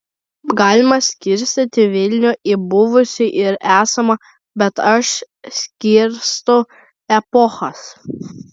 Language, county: Lithuanian, Šiauliai